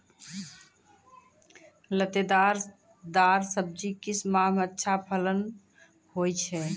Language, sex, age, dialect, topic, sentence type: Maithili, female, 31-35, Angika, agriculture, question